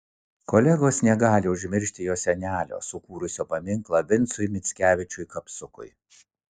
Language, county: Lithuanian, Vilnius